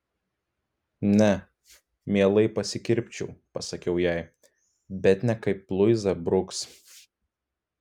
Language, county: Lithuanian, Klaipėda